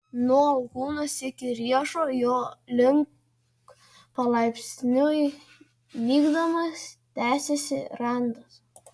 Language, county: Lithuanian, Kaunas